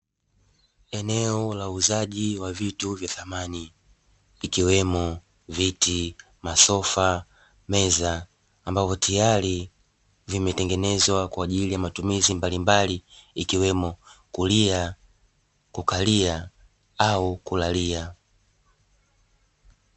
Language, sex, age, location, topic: Swahili, male, 18-24, Dar es Salaam, finance